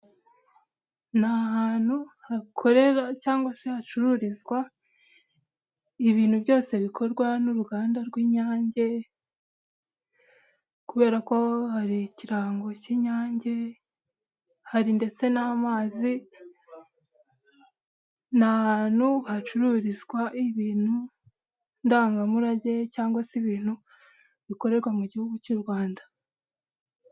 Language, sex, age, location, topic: Kinyarwanda, female, 25-35, Huye, finance